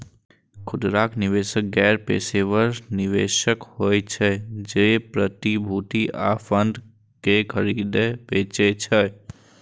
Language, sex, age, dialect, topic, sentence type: Maithili, male, 18-24, Eastern / Thethi, banking, statement